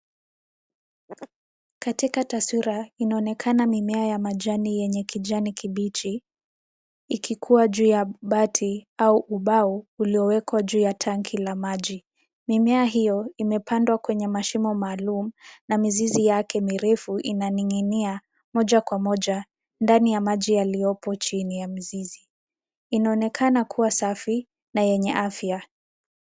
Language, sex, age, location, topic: Swahili, female, 18-24, Nairobi, agriculture